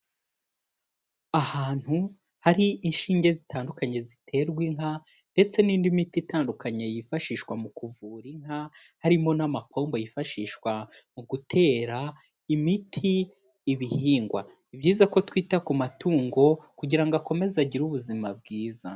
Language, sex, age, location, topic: Kinyarwanda, male, 18-24, Kigali, agriculture